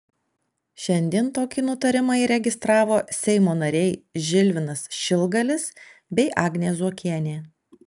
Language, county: Lithuanian, Alytus